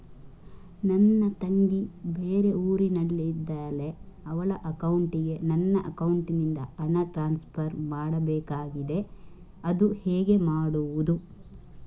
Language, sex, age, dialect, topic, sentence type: Kannada, female, 46-50, Coastal/Dakshin, banking, question